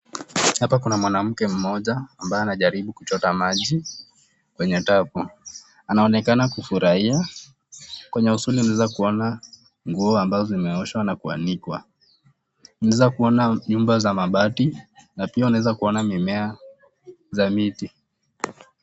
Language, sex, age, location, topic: Swahili, male, 18-24, Nakuru, health